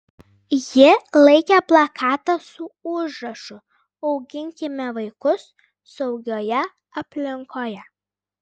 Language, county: Lithuanian, Klaipėda